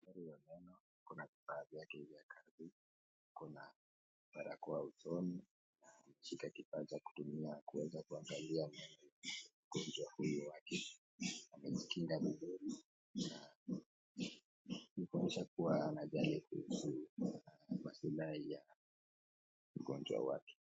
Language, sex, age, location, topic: Swahili, male, 18-24, Nakuru, health